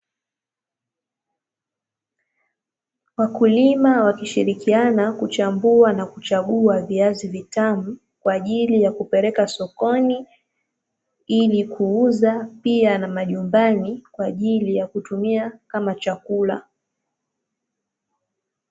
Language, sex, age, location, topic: Swahili, female, 18-24, Dar es Salaam, agriculture